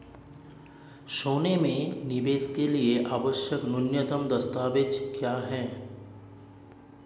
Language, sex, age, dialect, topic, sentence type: Hindi, male, 31-35, Marwari Dhudhari, banking, question